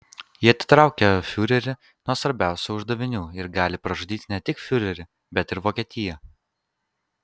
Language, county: Lithuanian, Kaunas